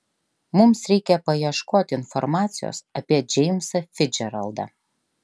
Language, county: Lithuanian, Klaipėda